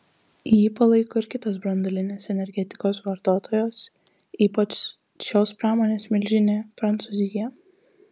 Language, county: Lithuanian, Kaunas